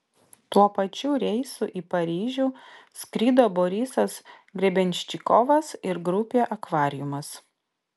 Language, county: Lithuanian, Vilnius